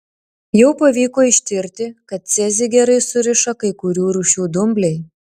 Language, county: Lithuanian, Klaipėda